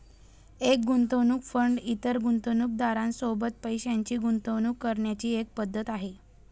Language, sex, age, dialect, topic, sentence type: Marathi, female, 18-24, Northern Konkan, banking, statement